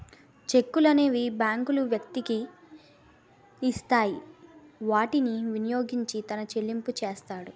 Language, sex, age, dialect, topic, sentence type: Telugu, female, 18-24, Utterandhra, banking, statement